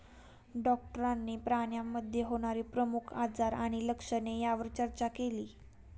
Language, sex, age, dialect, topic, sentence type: Marathi, female, 18-24, Standard Marathi, agriculture, statement